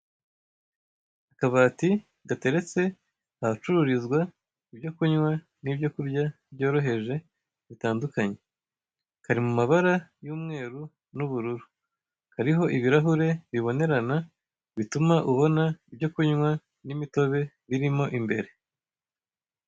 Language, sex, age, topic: Kinyarwanda, male, 25-35, finance